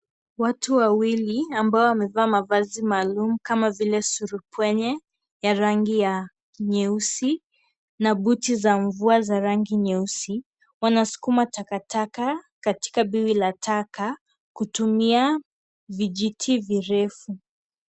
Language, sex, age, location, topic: Swahili, female, 25-35, Kisii, health